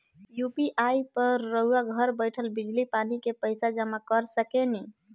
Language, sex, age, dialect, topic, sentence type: Bhojpuri, female, 25-30, Southern / Standard, banking, statement